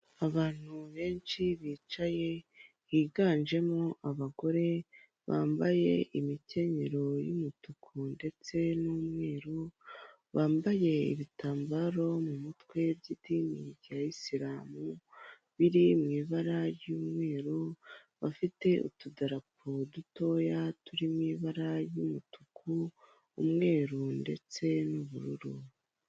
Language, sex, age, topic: Kinyarwanda, female, 18-24, government